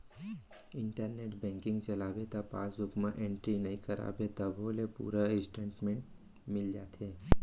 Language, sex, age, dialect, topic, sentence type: Chhattisgarhi, male, 60-100, Central, banking, statement